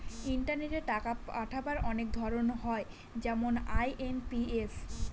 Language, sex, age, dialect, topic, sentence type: Bengali, female, 18-24, Northern/Varendri, banking, statement